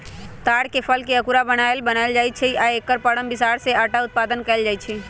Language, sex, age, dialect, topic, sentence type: Magahi, male, 18-24, Western, agriculture, statement